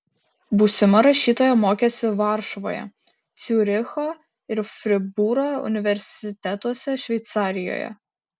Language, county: Lithuanian, Kaunas